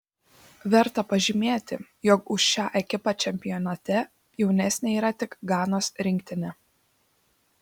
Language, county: Lithuanian, Šiauliai